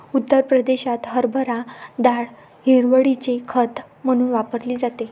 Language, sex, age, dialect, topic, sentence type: Marathi, female, 25-30, Varhadi, agriculture, statement